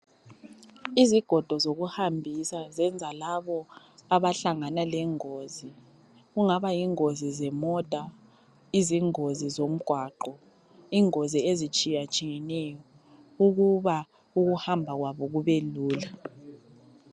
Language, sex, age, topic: North Ndebele, female, 25-35, health